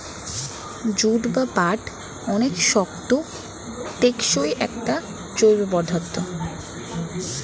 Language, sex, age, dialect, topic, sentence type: Bengali, female, 18-24, Standard Colloquial, agriculture, statement